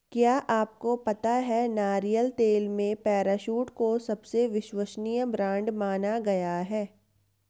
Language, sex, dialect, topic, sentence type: Hindi, female, Marwari Dhudhari, agriculture, statement